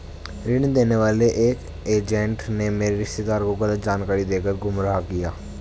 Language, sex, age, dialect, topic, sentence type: Hindi, male, 18-24, Hindustani Malvi Khadi Boli, banking, statement